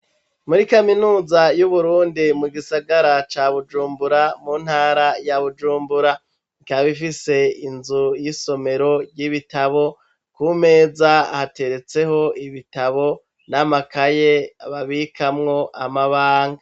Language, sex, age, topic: Rundi, male, 36-49, education